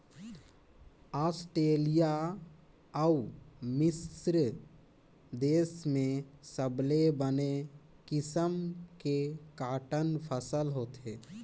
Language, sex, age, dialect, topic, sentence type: Chhattisgarhi, male, 18-24, Northern/Bhandar, agriculture, statement